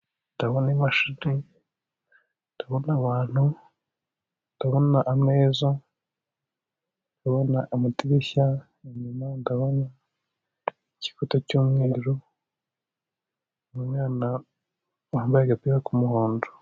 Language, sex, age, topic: Kinyarwanda, male, 18-24, government